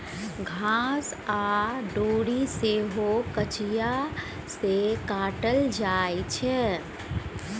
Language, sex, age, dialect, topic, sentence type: Maithili, female, 36-40, Bajjika, agriculture, statement